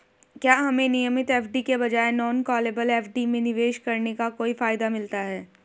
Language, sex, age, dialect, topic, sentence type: Hindi, female, 18-24, Hindustani Malvi Khadi Boli, banking, question